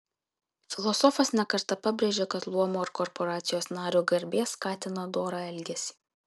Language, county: Lithuanian, Kaunas